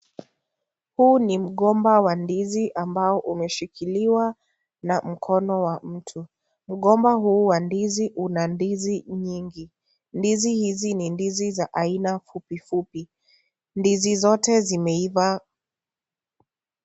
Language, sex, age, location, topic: Swahili, female, 50+, Kisii, agriculture